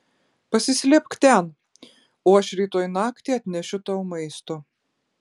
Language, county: Lithuanian, Klaipėda